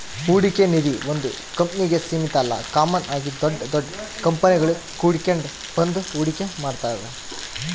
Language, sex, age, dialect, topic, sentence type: Kannada, female, 18-24, Central, banking, statement